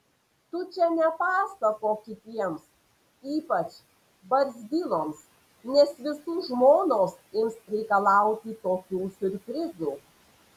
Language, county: Lithuanian, Panevėžys